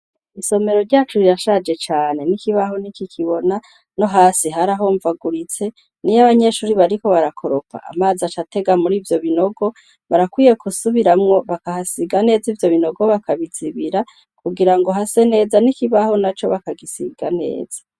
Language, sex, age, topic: Rundi, female, 36-49, education